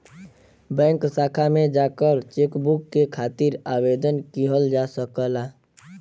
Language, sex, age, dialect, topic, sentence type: Bhojpuri, male, 18-24, Western, banking, statement